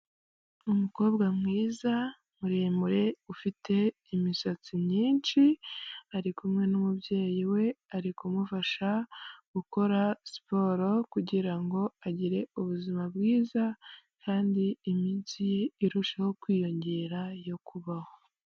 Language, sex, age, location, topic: Kinyarwanda, female, 25-35, Huye, health